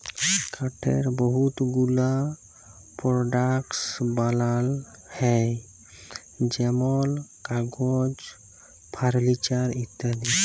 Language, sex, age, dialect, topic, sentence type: Bengali, male, 18-24, Jharkhandi, agriculture, statement